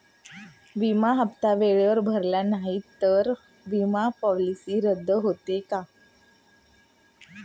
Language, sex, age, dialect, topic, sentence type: Marathi, female, 36-40, Standard Marathi, banking, question